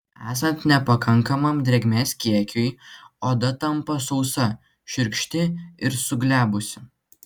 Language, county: Lithuanian, Klaipėda